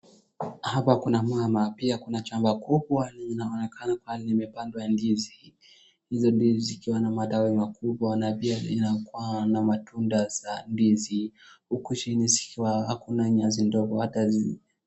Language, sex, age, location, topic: Swahili, male, 25-35, Wajir, agriculture